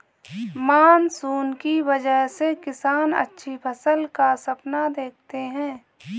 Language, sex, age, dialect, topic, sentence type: Hindi, female, 25-30, Kanauji Braj Bhasha, agriculture, statement